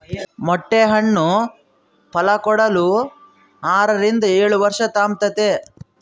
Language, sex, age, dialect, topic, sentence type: Kannada, male, 41-45, Central, agriculture, statement